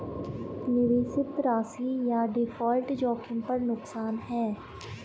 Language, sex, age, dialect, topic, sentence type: Hindi, female, 25-30, Marwari Dhudhari, banking, statement